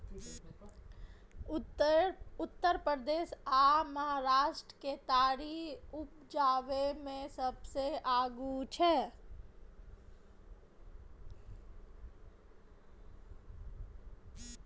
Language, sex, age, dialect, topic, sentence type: Maithili, female, 36-40, Bajjika, agriculture, statement